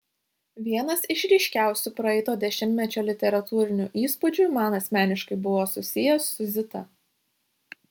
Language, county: Lithuanian, Šiauliai